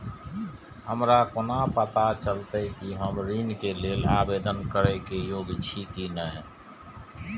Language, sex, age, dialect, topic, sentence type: Maithili, male, 46-50, Eastern / Thethi, banking, statement